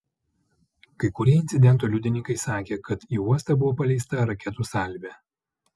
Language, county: Lithuanian, Vilnius